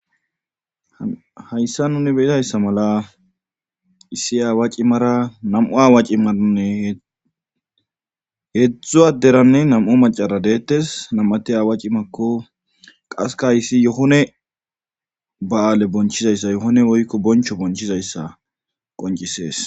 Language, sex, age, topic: Gamo, male, 25-35, government